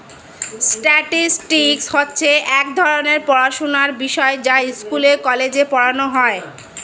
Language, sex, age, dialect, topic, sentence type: Bengali, female, 25-30, Standard Colloquial, banking, statement